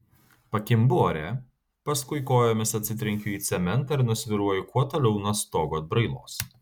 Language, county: Lithuanian, Kaunas